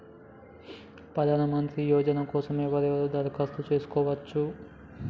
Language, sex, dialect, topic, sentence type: Telugu, male, Telangana, banking, question